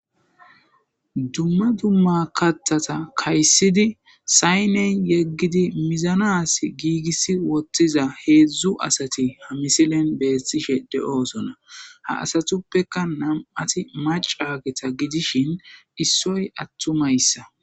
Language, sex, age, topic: Gamo, male, 18-24, agriculture